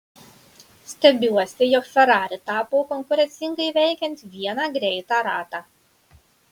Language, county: Lithuanian, Marijampolė